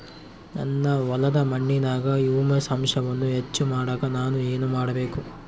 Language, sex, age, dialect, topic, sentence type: Kannada, male, 41-45, Central, agriculture, question